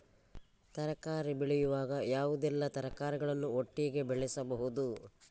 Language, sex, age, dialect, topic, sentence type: Kannada, female, 51-55, Coastal/Dakshin, agriculture, question